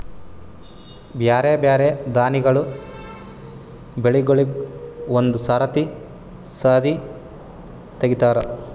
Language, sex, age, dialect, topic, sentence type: Kannada, male, 18-24, Northeastern, agriculture, statement